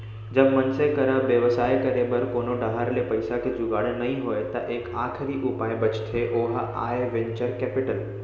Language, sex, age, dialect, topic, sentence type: Chhattisgarhi, male, 18-24, Central, banking, statement